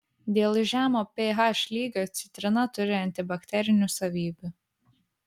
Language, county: Lithuanian, Vilnius